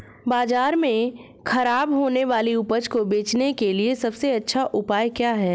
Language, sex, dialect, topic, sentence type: Hindi, female, Hindustani Malvi Khadi Boli, agriculture, statement